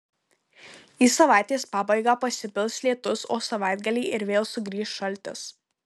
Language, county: Lithuanian, Marijampolė